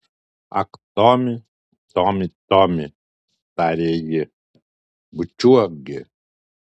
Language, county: Lithuanian, Alytus